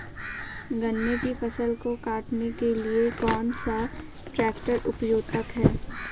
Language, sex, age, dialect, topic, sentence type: Hindi, female, 18-24, Awadhi Bundeli, agriculture, question